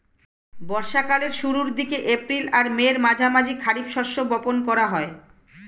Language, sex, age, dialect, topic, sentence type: Bengali, female, 41-45, Standard Colloquial, agriculture, statement